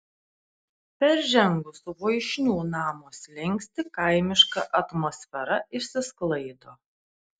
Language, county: Lithuanian, Panevėžys